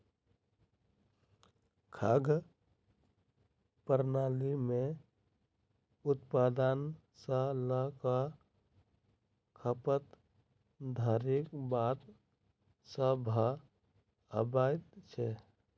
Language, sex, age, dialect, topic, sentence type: Maithili, male, 18-24, Southern/Standard, agriculture, statement